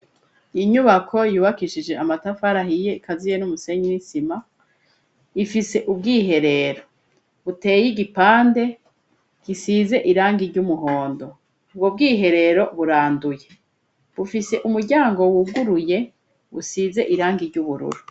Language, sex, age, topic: Rundi, female, 36-49, education